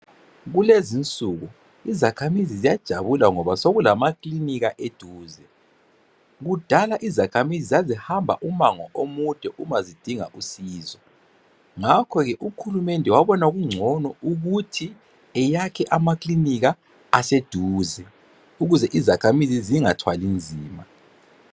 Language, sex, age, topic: North Ndebele, male, 36-49, health